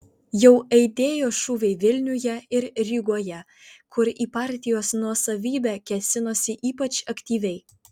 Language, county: Lithuanian, Vilnius